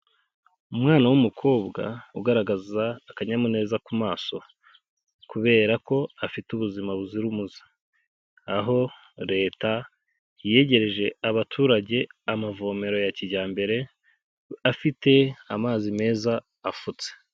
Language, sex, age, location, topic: Kinyarwanda, male, 36-49, Kigali, health